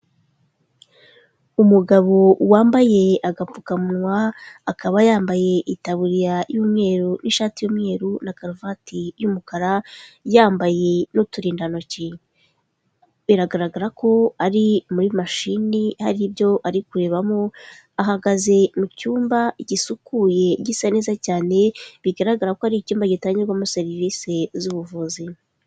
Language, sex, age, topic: Kinyarwanda, female, 25-35, health